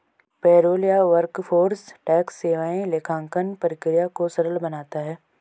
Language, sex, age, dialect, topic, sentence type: Hindi, male, 25-30, Garhwali, banking, statement